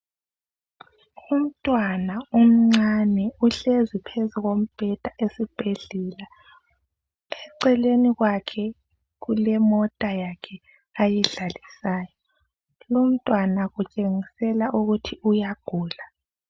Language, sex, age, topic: North Ndebele, female, 25-35, health